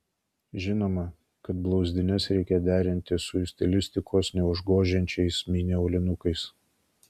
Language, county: Lithuanian, Kaunas